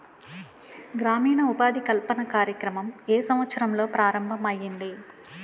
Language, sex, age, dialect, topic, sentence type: Telugu, female, 41-45, Utterandhra, banking, question